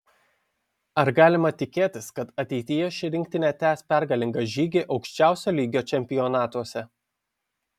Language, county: Lithuanian, Šiauliai